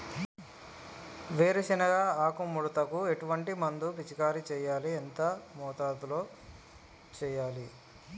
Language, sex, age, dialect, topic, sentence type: Telugu, male, 18-24, Telangana, agriculture, question